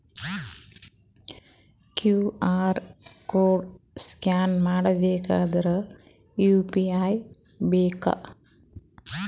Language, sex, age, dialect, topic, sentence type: Kannada, female, 41-45, Northeastern, banking, question